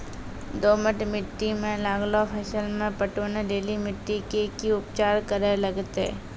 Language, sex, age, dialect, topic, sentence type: Maithili, female, 46-50, Angika, agriculture, question